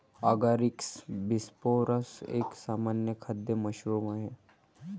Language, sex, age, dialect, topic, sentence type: Marathi, male, 18-24, Varhadi, agriculture, statement